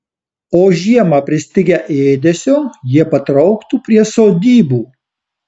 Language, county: Lithuanian, Alytus